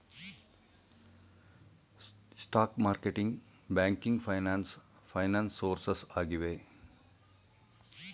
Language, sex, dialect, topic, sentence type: Kannada, male, Mysore Kannada, banking, statement